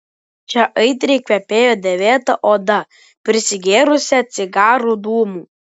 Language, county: Lithuanian, Telšiai